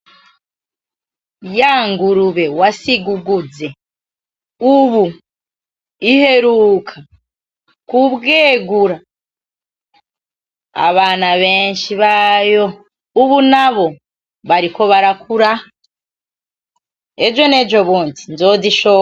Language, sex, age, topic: Rundi, female, 25-35, agriculture